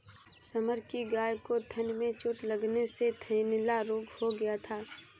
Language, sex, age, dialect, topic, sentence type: Hindi, female, 25-30, Kanauji Braj Bhasha, agriculture, statement